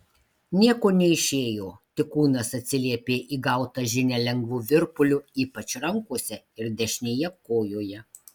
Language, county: Lithuanian, Marijampolė